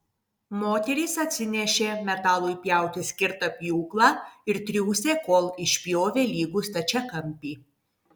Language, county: Lithuanian, Kaunas